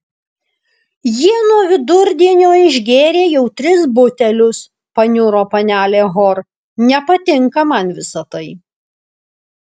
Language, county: Lithuanian, Alytus